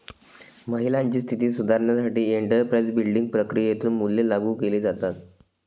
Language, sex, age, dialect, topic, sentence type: Marathi, male, 25-30, Varhadi, banking, statement